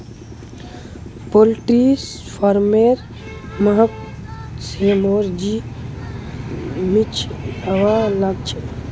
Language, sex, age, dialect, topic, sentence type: Magahi, male, 18-24, Northeastern/Surjapuri, agriculture, statement